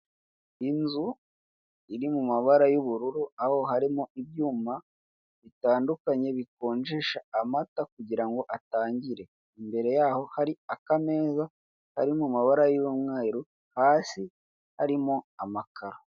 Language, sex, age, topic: Kinyarwanda, male, 25-35, finance